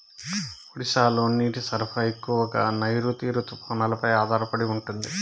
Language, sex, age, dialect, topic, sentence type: Telugu, male, 31-35, Southern, agriculture, statement